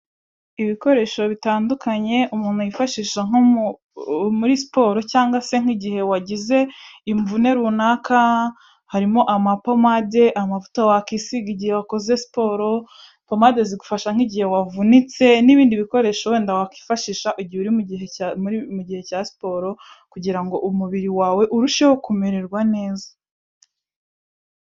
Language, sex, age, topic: Kinyarwanda, female, 18-24, health